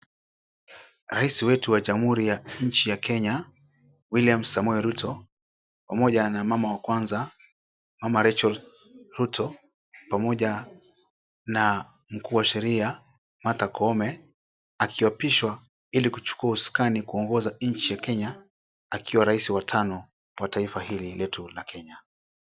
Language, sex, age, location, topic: Swahili, male, 36-49, Mombasa, government